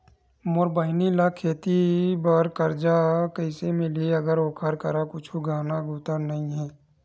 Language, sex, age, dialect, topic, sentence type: Chhattisgarhi, male, 46-50, Western/Budati/Khatahi, agriculture, statement